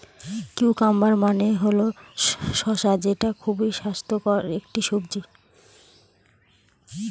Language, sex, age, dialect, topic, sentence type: Bengali, female, 18-24, Northern/Varendri, agriculture, statement